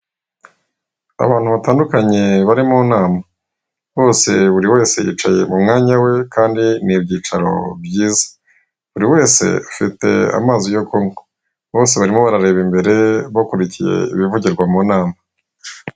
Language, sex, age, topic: Kinyarwanda, male, 18-24, government